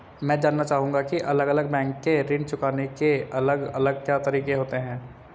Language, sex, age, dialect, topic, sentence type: Hindi, female, 25-30, Marwari Dhudhari, banking, question